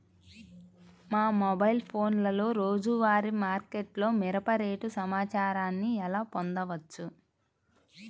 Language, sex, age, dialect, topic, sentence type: Telugu, female, 25-30, Central/Coastal, agriculture, question